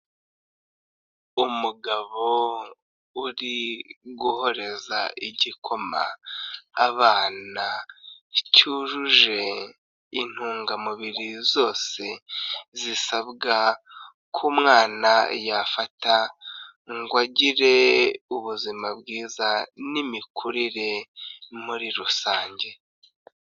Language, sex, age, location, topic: Kinyarwanda, male, 25-35, Nyagatare, health